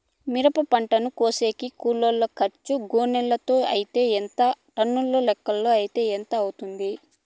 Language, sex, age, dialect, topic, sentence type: Telugu, female, 18-24, Southern, agriculture, question